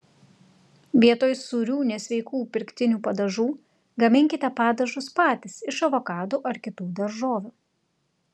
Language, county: Lithuanian, Telšiai